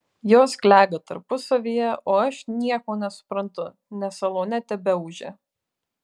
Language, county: Lithuanian, Kaunas